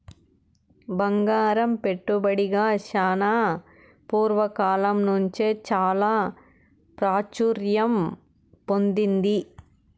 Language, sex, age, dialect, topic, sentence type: Telugu, female, 31-35, Southern, banking, statement